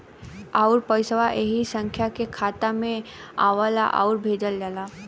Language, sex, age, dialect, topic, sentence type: Bhojpuri, female, 18-24, Western, banking, statement